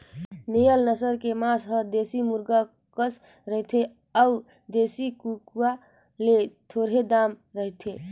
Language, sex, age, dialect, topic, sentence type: Chhattisgarhi, female, 25-30, Northern/Bhandar, agriculture, statement